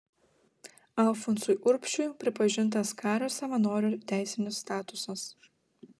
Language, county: Lithuanian, Klaipėda